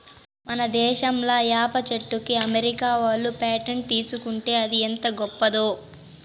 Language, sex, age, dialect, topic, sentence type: Telugu, female, 18-24, Southern, agriculture, statement